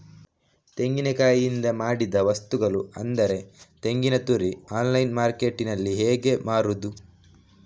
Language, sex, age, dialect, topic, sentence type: Kannada, male, 18-24, Coastal/Dakshin, agriculture, question